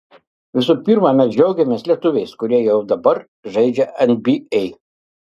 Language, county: Lithuanian, Kaunas